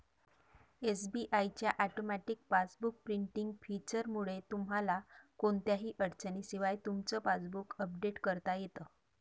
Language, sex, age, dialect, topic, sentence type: Marathi, female, 36-40, Varhadi, banking, statement